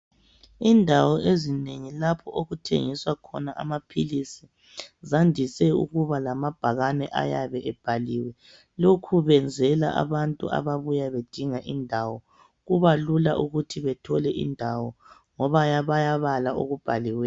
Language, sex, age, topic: North Ndebele, female, 25-35, health